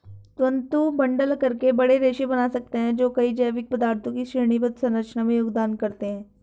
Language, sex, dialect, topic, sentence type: Hindi, female, Hindustani Malvi Khadi Boli, agriculture, statement